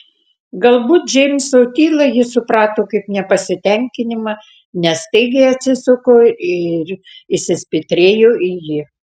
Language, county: Lithuanian, Tauragė